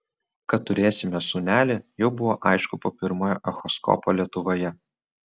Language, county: Lithuanian, Utena